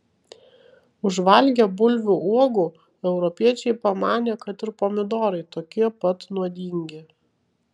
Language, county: Lithuanian, Vilnius